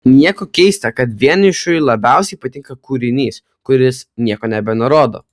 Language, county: Lithuanian, Kaunas